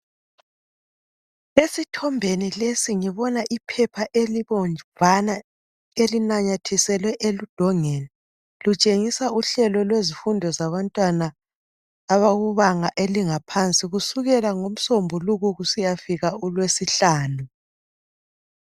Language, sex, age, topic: North Ndebele, female, 36-49, education